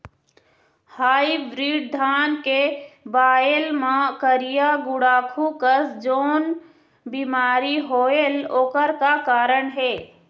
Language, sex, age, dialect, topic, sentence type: Chhattisgarhi, female, 25-30, Eastern, agriculture, question